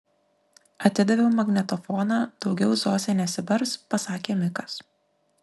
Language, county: Lithuanian, Klaipėda